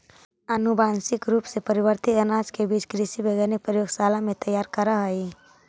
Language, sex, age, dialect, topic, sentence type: Magahi, female, 18-24, Central/Standard, agriculture, statement